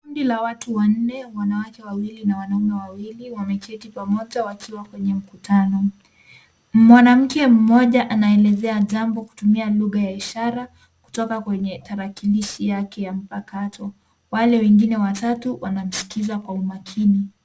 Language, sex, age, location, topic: Swahili, female, 18-24, Nairobi, education